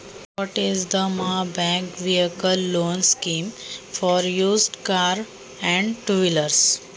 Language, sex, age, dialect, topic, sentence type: Marathi, female, 18-24, Standard Marathi, banking, question